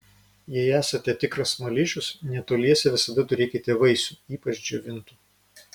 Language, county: Lithuanian, Vilnius